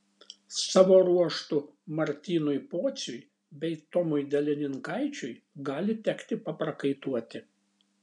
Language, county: Lithuanian, Šiauliai